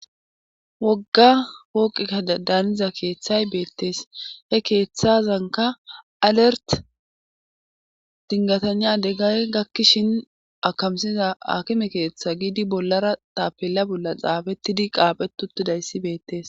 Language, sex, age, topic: Gamo, female, 25-35, government